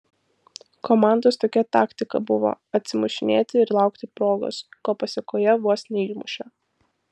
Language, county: Lithuanian, Vilnius